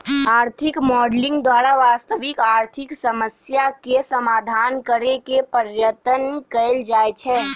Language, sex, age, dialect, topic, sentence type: Magahi, male, 18-24, Western, banking, statement